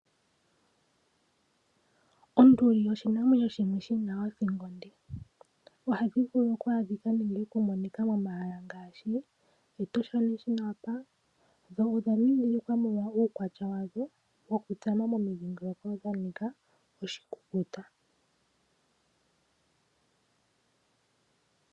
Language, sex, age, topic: Oshiwambo, female, 18-24, agriculture